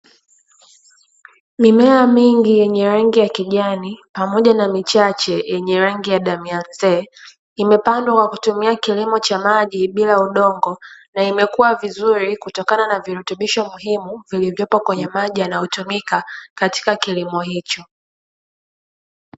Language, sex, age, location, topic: Swahili, female, 25-35, Dar es Salaam, agriculture